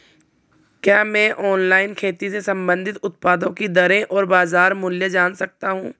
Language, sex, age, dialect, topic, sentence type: Hindi, female, 18-24, Marwari Dhudhari, agriculture, question